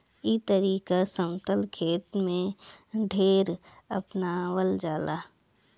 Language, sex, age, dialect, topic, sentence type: Bhojpuri, female, 25-30, Northern, agriculture, statement